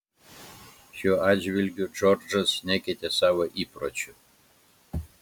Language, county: Lithuanian, Klaipėda